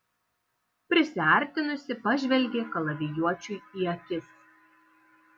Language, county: Lithuanian, Kaunas